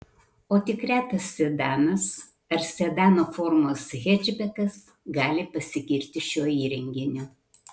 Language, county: Lithuanian, Kaunas